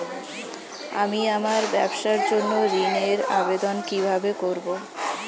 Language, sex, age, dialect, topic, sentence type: Bengali, female, 25-30, Standard Colloquial, banking, question